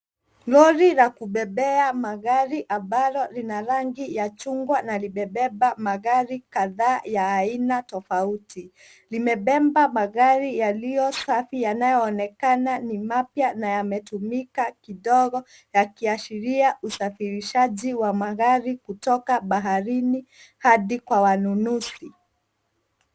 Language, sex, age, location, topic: Swahili, female, 25-35, Nairobi, finance